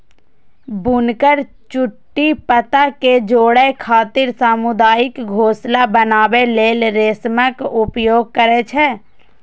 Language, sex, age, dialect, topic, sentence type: Maithili, female, 18-24, Eastern / Thethi, agriculture, statement